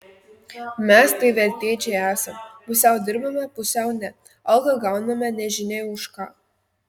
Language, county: Lithuanian, Kaunas